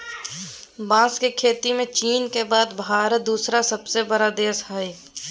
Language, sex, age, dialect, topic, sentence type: Magahi, female, 18-24, Southern, agriculture, statement